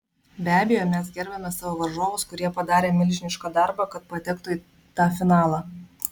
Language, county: Lithuanian, Vilnius